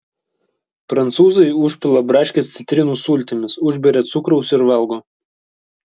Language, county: Lithuanian, Vilnius